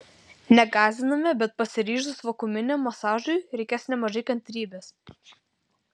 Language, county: Lithuanian, Vilnius